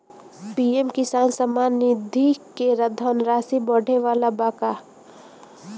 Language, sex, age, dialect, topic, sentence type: Bhojpuri, female, 18-24, Northern, agriculture, question